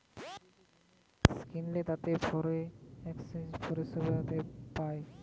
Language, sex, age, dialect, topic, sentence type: Bengali, male, 18-24, Western, banking, statement